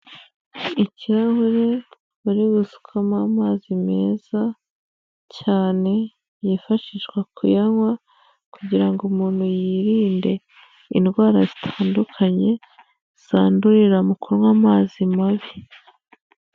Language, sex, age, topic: Kinyarwanda, female, 25-35, health